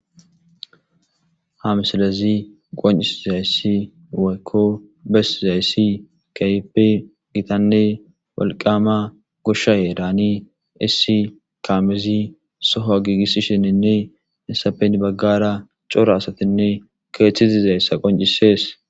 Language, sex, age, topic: Gamo, male, 25-35, agriculture